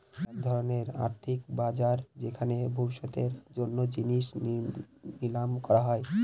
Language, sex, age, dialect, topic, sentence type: Bengali, male, 18-24, Northern/Varendri, banking, statement